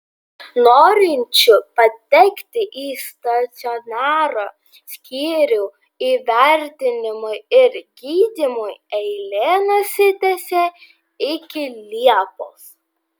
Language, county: Lithuanian, Vilnius